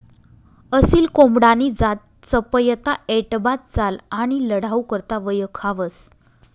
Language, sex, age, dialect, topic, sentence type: Marathi, female, 25-30, Northern Konkan, agriculture, statement